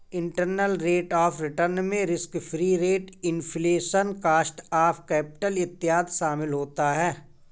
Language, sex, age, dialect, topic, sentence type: Hindi, male, 41-45, Awadhi Bundeli, banking, statement